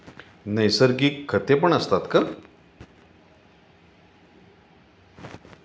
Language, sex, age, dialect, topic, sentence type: Marathi, male, 51-55, Standard Marathi, agriculture, statement